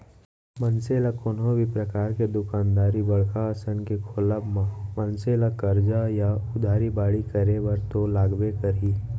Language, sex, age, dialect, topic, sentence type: Chhattisgarhi, male, 18-24, Central, banking, statement